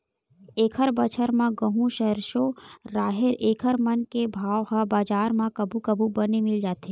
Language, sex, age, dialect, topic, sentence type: Chhattisgarhi, male, 18-24, Western/Budati/Khatahi, agriculture, statement